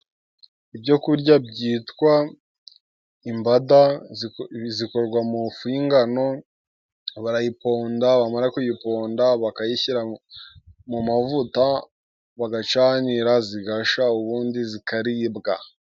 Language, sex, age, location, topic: Kinyarwanda, male, 18-24, Musanze, finance